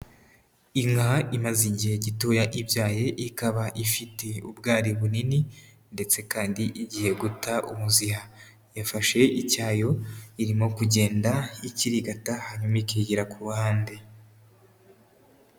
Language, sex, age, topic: Kinyarwanda, female, 18-24, agriculture